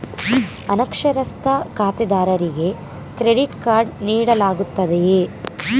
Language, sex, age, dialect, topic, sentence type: Kannada, female, 18-24, Mysore Kannada, banking, question